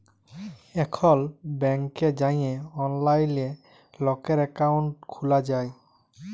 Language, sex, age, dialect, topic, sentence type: Bengali, male, 25-30, Jharkhandi, banking, statement